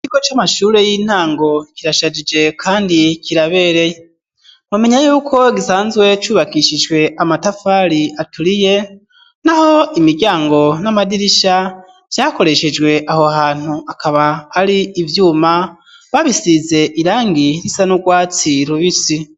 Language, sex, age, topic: Rundi, male, 25-35, education